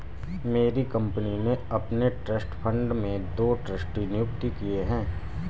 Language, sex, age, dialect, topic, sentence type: Hindi, male, 18-24, Marwari Dhudhari, banking, statement